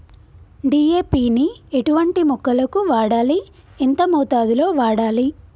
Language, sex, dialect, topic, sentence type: Telugu, female, Telangana, agriculture, question